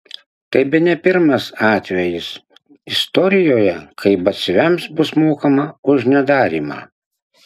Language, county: Lithuanian, Utena